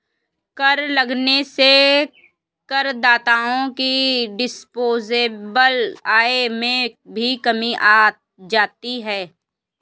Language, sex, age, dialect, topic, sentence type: Hindi, female, 18-24, Kanauji Braj Bhasha, banking, statement